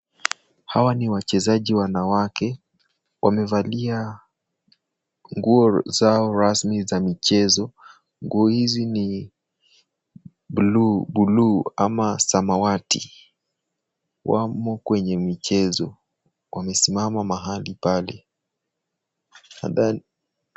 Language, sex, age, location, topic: Swahili, male, 18-24, Kisumu, government